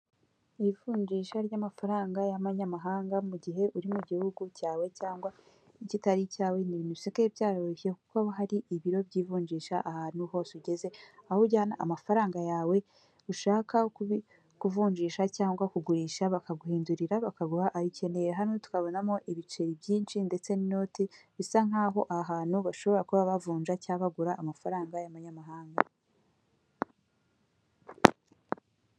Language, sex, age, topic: Kinyarwanda, female, 18-24, finance